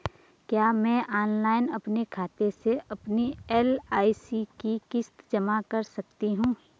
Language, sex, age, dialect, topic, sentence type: Hindi, female, 25-30, Garhwali, banking, question